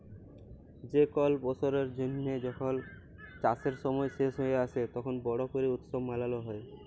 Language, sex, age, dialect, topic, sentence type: Bengali, male, 18-24, Jharkhandi, agriculture, statement